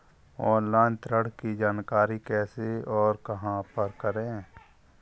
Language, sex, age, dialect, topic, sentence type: Hindi, male, 51-55, Kanauji Braj Bhasha, banking, question